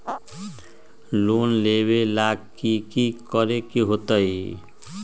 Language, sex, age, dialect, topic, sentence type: Magahi, male, 60-100, Western, banking, question